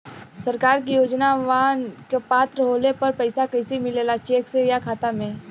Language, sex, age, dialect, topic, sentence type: Bhojpuri, female, 18-24, Western, banking, question